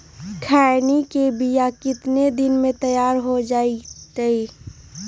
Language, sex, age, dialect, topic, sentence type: Magahi, female, 18-24, Western, agriculture, question